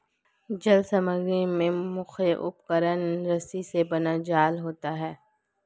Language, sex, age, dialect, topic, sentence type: Hindi, female, 25-30, Marwari Dhudhari, agriculture, statement